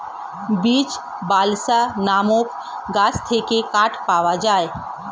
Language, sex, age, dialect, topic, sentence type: Bengali, female, 31-35, Standard Colloquial, agriculture, statement